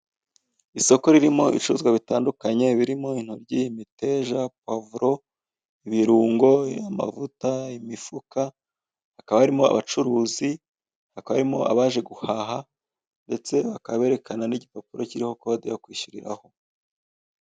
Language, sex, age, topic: Kinyarwanda, male, 25-35, finance